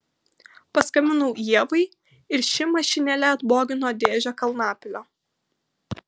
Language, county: Lithuanian, Kaunas